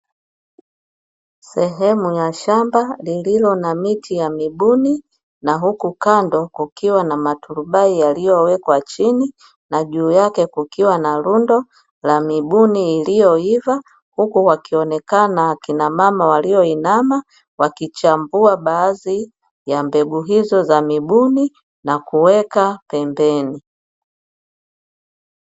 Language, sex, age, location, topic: Swahili, female, 50+, Dar es Salaam, agriculture